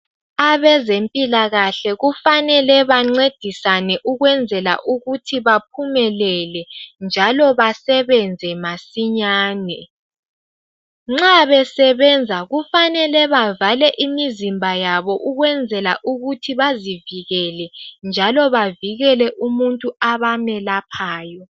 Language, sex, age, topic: North Ndebele, female, 18-24, health